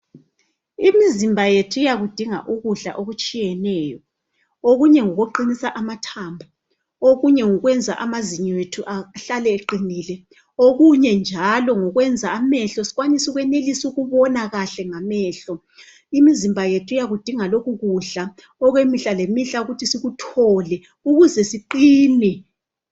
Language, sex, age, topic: North Ndebele, female, 36-49, health